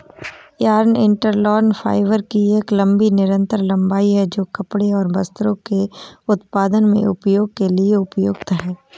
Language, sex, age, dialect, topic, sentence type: Hindi, female, 18-24, Awadhi Bundeli, agriculture, statement